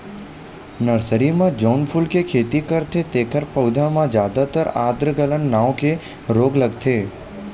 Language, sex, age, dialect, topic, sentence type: Chhattisgarhi, male, 18-24, Western/Budati/Khatahi, agriculture, statement